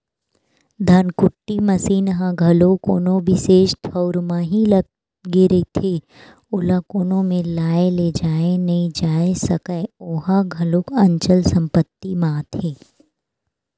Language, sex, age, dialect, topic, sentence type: Chhattisgarhi, female, 18-24, Western/Budati/Khatahi, banking, statement